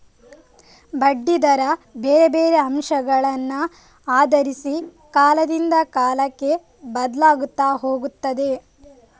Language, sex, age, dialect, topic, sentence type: Kannada, female, 25-30, Coastal/Dakshin, banking, statement